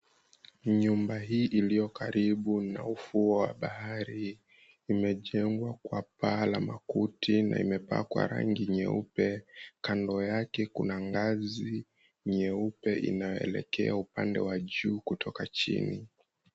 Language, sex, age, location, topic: Swahili, male, 18-24, Mombasa, government